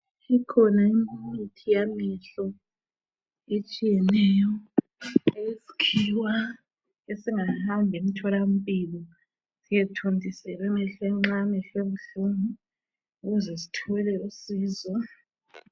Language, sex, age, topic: North Ndebele, female, 25-35, health